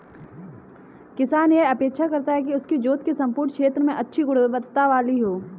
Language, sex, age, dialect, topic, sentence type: Hindi, female, 18-24, Kanauji Braj Bhasha, agriculture, statement